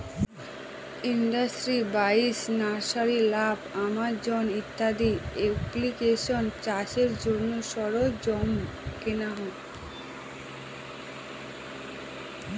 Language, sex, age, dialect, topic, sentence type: Bengali, female, 18-24, Northern/Varendri, agriculture, statement